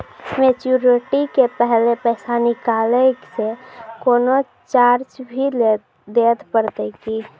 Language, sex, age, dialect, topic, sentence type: Maithili, female, 18-24, Angika, banking, question